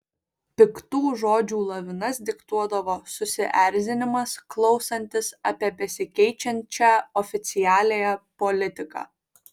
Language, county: Lithuanian, Vilnius